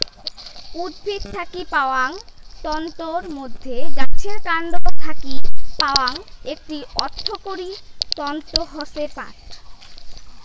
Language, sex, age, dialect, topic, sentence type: Bengali, female, 18-24, Rajbangshi, agriculture, statement